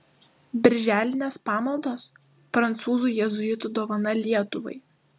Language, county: Lithuanian, Klaipėda